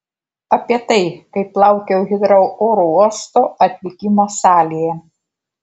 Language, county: Lithuanian, Kaunas